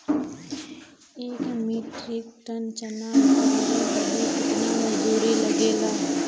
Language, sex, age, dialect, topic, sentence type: Bhojpuri, female, 25-30, Western, agriculture, question